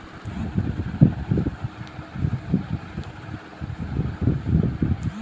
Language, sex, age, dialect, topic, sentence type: Magahi, female, 25-30, Northeastern/Surjapuri, agriculture, statement